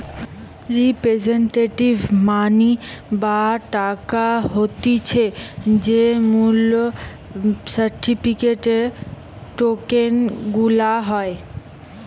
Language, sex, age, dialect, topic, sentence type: Bengali, female, 18-24, Western, banking, statement